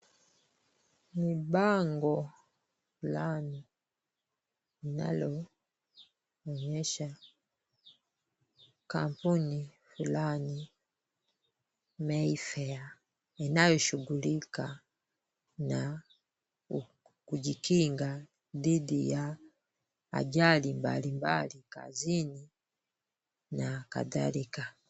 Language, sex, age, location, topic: Swahili, female, 25-35, Kisumu, finance